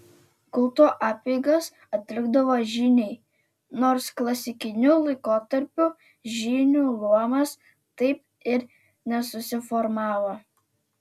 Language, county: Lithuanian, Telšiai